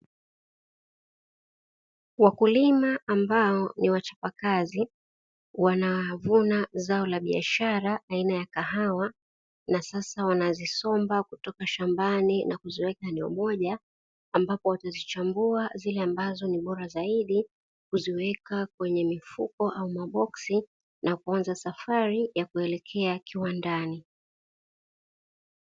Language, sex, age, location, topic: Swahili, female, 36-49, Dar es Salaam, agriculture